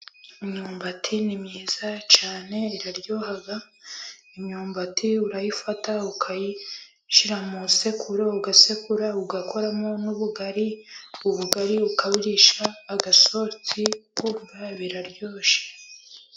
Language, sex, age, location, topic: Kinyarwanda, female, 25-35, Musanze, agriculture